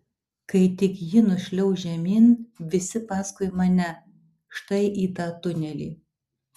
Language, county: Lithuanian, Alytus